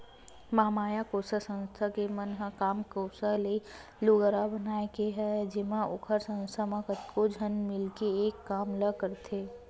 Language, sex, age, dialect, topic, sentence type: Chhattisgarhi, female, 18-24, Western/Budati/Khatahi, banking, statement